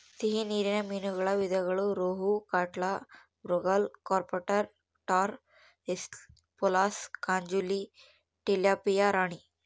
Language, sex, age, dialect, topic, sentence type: Kannada, female, 18-24, Central, agriculture, statement